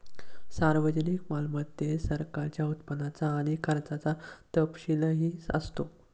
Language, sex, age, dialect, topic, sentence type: Marathi, male, 18-24, Standard Marathi, banking, statement